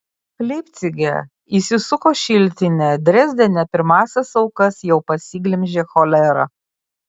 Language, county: Lithuanian, Kaunas